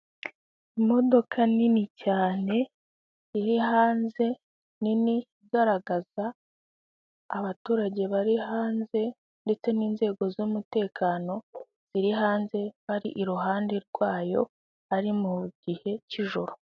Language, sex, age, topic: Kinyarwanda, female, 18-24, government